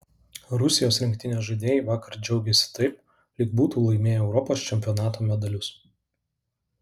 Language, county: Lithuanian, Alytus